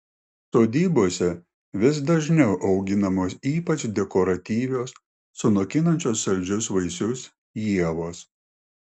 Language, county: Lithuanian, Klaipėda